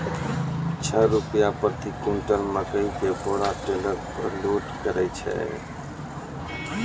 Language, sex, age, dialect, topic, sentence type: Maithili, male, 46-50, Angika, agriculture, question